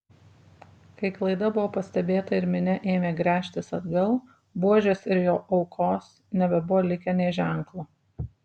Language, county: Lithuanian, Šiauliai